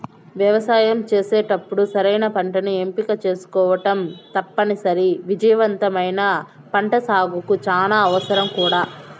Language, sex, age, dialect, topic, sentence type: Telugu, male, 25-30, Southern, agriculture, statement